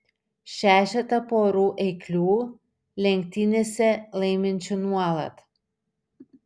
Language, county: Lithuanian, Šiauliai